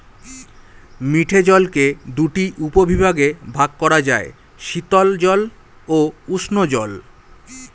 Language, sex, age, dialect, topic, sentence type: Bengali, male, 25-30, Standard Colloquial, agriculture, statement